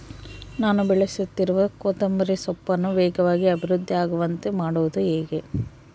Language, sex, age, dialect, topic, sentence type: Kannada, female, 31-35, Central, agriculture, question